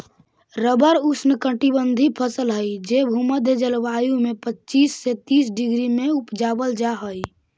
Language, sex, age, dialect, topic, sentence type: Magahi, male, 18-24, Central/Standard, banking, statement